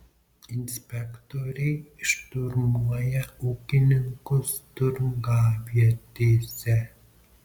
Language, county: Lithuanian, Marijampolė